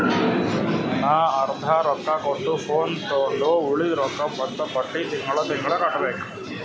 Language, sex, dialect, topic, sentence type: Kannada, male, Northeastern, banking, statement